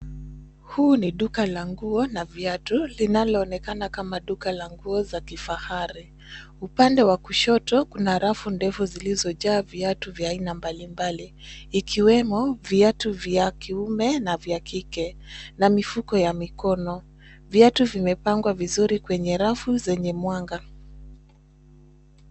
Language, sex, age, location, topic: Swahili, female, 25-35, Nairobi, finance